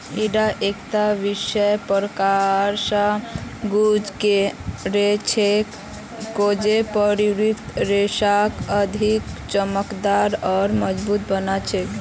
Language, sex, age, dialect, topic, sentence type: Magahi, female, 18-24, Northeastern/Surjapuri, agriculture, statement